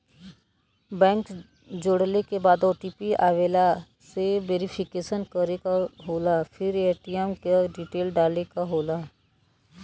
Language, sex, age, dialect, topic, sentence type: Bhojpuri, female, 18-24, Western, banking, statement